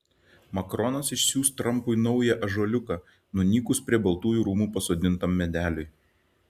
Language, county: Lithuanian, Šiauliai